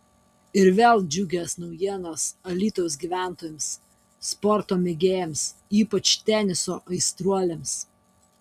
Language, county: Lithuanian, Kaunas